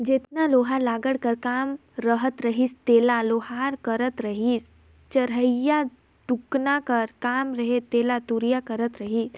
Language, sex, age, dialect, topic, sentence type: Chhattisgarhi, female, 18-24, Northern/Bhandar, agriculture, statement